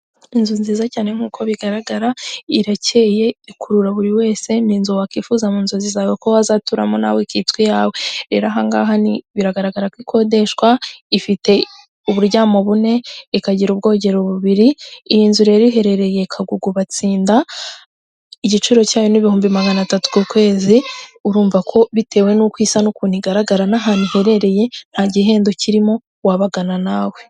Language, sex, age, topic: Kinyarwanda, female, 18-24, finance